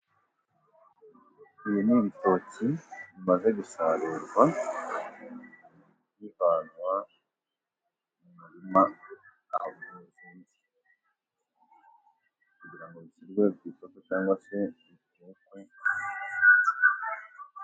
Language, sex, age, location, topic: Kinyarwanda, male, 25-35, Musanze, agriculture